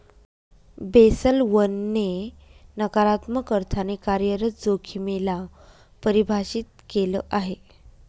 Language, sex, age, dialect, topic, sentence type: Marathi, female, 25-30, Northern Konkan, banking, statement